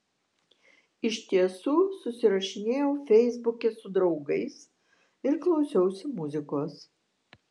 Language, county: Lithuanian, Vilnius